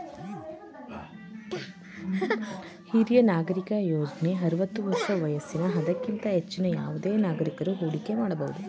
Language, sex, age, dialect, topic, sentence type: Kannada, female, 18-24, Mysore Kannada, banking, statement